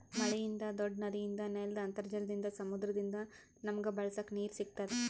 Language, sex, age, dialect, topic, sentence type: Kannada, male, 25-30, Northeastern, agriculture, statement